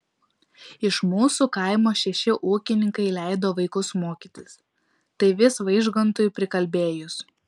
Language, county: Lithuanian, Vilnius